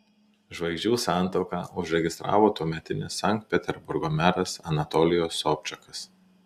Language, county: Lithuanian, Telšiai